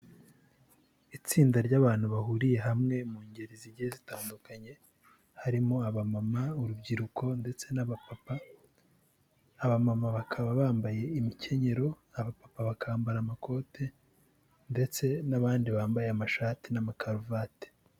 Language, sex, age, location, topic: Kinyarwanda, male, 18-24, Huye, government